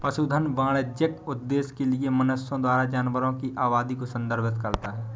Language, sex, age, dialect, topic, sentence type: Hindi, male, 18-24, Awadhi Bundeli, agriculture, statement